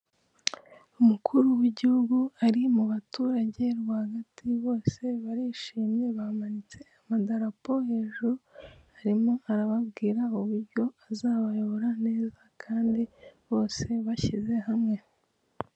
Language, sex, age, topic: Kinyarwanda, female, 25-35, government